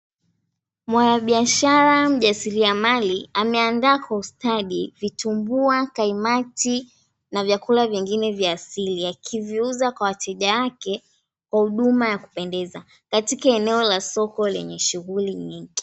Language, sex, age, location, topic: Swahili, female, 18-24, Mombasa, government